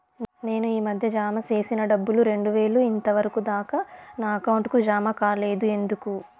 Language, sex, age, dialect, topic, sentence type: Telugu, female, 25-30, Southern, banking, question